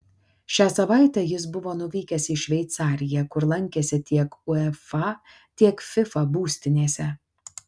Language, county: Lithuanian, Kaunas